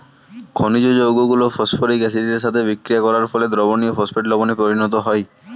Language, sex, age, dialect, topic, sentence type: Bengali, male, 18-24, Standard Colloquial, agriculture, statement